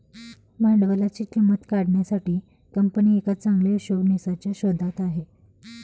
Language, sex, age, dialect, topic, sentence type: Marathi, female, 25-30, Standard Marathi, banking, statement